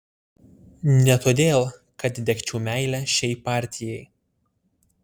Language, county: Lithuanian, Utena